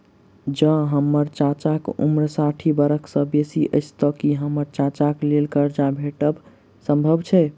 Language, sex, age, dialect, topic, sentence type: Maithili, male, 18-24, Southern/Standard, banking, statement